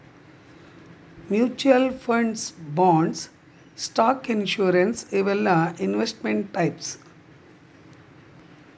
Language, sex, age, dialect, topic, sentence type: Kannada, female, 60-100, Dharwad Kannada, banking, statement